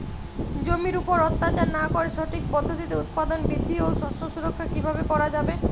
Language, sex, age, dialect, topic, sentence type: Bengali, female, 25-30, Jharkhandi, agriculture, question